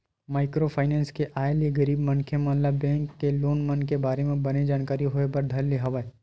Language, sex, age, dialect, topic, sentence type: Chhattisgarhi, male, 18-24, Western/Budati/Khatahi, banking, statement